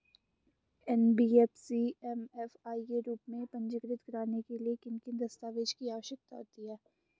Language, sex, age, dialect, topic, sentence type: Hindi, female, 18-24, Garhwali, banking, question